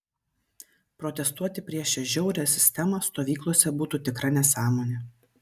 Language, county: Lithuanian, Vilnius